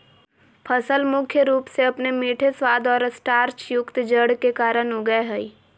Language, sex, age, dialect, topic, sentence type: Magahi, female, 25-30, Southern, agriculture, statement